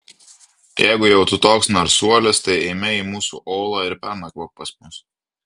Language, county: Lithuanian, Vilnius